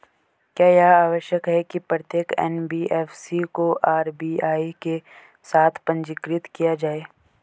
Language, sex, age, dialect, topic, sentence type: Hindi, male, 18-24, Hindustani Malvi Khadi Boli, banking, question